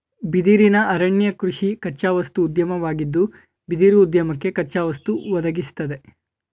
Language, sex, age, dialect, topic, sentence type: Kannada, male, 18-24, Mysore Kannada, agriculture, statement